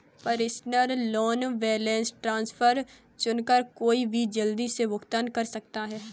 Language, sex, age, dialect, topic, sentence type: Hindi, female, 18-24, Kanauji Braj Bhasha, banking, statement